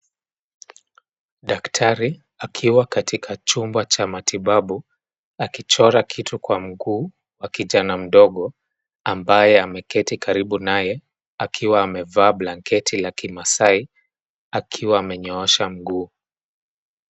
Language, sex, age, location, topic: Swahili, male, 25-35, Nairobi, health